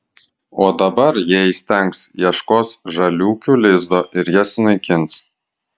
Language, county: Lithuanian, Klaipėda